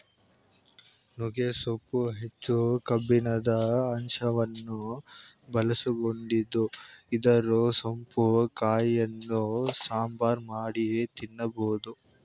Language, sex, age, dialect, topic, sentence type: Kannada, male, 18-24, Mysore Kannada, agriculture, statement